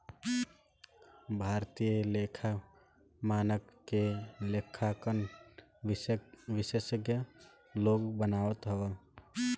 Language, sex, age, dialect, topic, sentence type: Bhojpuri, male, 18-24, Northern, banking, statement